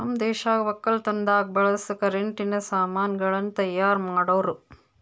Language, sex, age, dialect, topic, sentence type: Kannada, female, 25-30, Northeastern, agriculture, statement